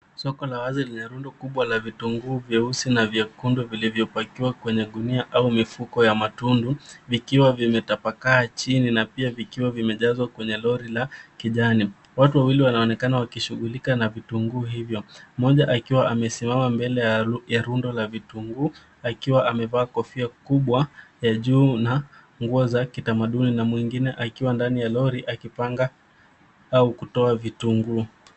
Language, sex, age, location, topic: Swahili, male, 18-24, Nairobi, finance